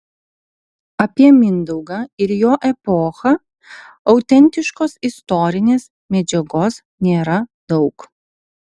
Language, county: Lithuanian, Vilnius